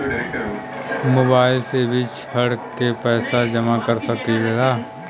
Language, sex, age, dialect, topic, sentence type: Bhojpuri, male, 18-24, Western, banking, question